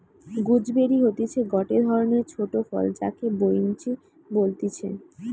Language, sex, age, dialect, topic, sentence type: Bengali, female, 18-24, Western, agriculture, statement